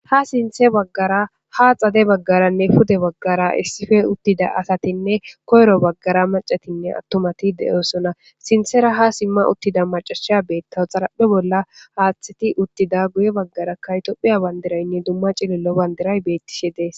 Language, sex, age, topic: Gamo, female, 18-24, government